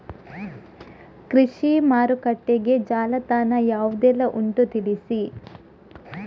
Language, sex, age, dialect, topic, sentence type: Kannada, female, 46-50, Coastal/Dakshin, agriculture, question